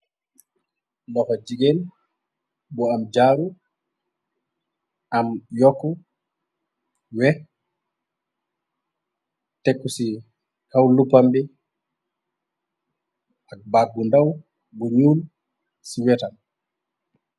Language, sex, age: Wolof, male, 25-35